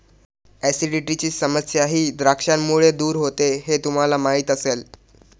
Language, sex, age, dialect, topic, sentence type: Marathi, male, 18-24, Northern Konkan, agriculture, statement